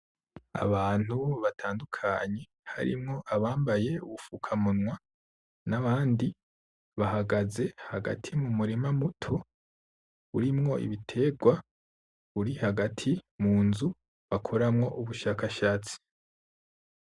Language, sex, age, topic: Rundi, male, 18-24, agriculture